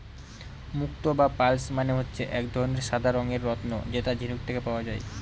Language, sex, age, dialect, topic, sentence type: Bengali, male, 18-24, Northern/Varendri, agriculture, statement